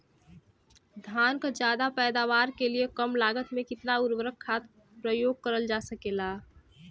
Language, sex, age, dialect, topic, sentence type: Bhojpuri, female, 18-24, Western, agriculture, question